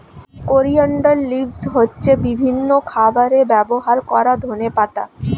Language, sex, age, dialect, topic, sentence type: Bengali, female, 25-30, Standard Colloquial, agriculture, statement